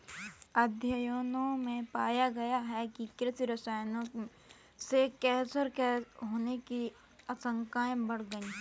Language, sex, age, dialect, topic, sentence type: Hindi, female, 18-24, Kanauji Braj Bhasha, agriculture, statement